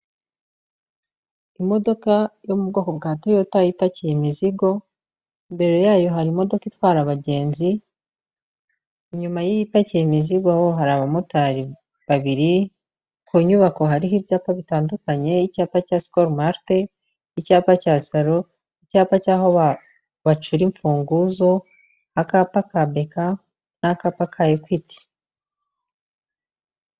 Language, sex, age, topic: Kinyarwanda, female, 25-35, government